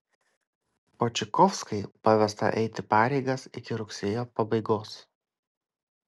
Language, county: Lithuanian, Kaunas